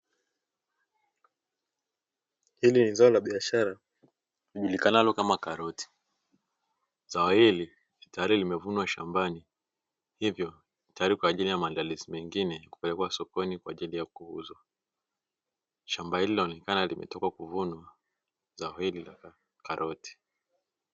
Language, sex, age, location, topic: Swahili, male, 25-35, Dar es Salaam, agriculture